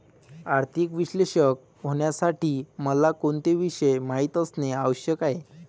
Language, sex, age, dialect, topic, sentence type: Marathi, male, 18-24, Varhadi, banking, statement